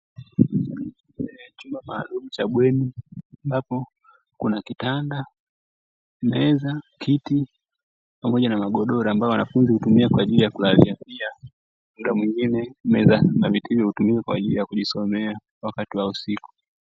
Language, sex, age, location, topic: Swahili, male, 25-35, Dar es Salaam, education